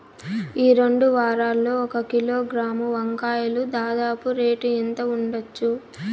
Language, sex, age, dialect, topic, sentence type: Telugu, female, 25-30, Southern, agriculture, question